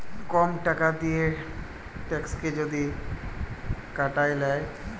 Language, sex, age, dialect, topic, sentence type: Bengali, male, 18-24, Jharkhandi, banking, statement